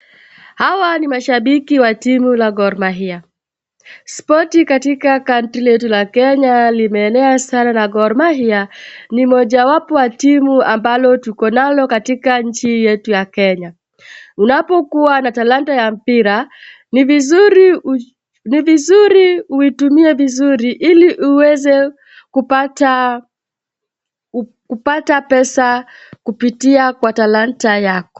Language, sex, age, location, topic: Swahili, female, 36-49, Wajir, government